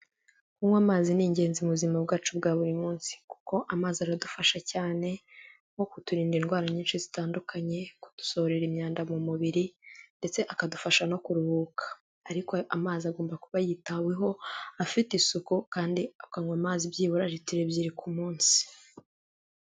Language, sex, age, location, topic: Kinyarwanda, female, 18-24, Kigali, health